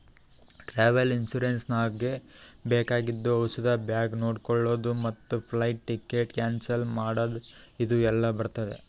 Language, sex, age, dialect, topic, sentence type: Kannada, male, 25-30, Northeastern, banking, statement